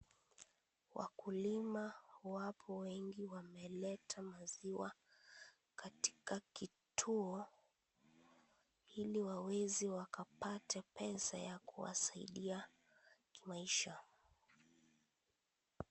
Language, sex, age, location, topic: Swahili, female, 18-24, Kisii, agriculture